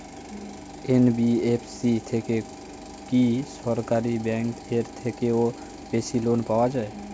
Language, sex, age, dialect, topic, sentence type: Bengali, male, 18-24, Standard Colloquial, banking, question